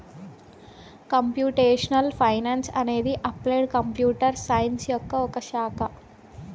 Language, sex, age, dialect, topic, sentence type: Telugu, female, 18-24, Southern, banking, statement